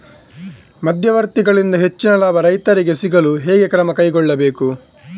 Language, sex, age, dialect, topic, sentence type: Kannada, male, 18-24, Coastal/Dakshin, agriculture, question